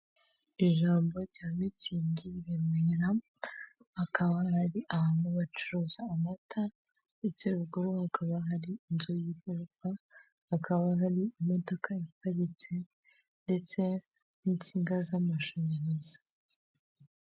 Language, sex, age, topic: Kinyarwanda, female, 18-24, government